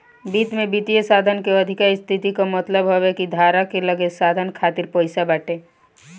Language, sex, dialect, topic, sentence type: Bhojpuri, female, Northern, banking, statement